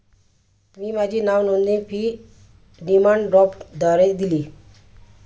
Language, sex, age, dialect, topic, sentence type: Marathi, female, 56-60, Standard Marathi, banking, statement